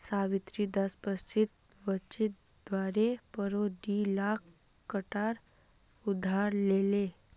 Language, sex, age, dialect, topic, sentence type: Magahi, female, 31-35, Northeastern/Surjapuri, banking, statement